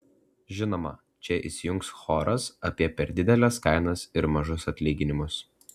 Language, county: Lithuanian, Klaipėda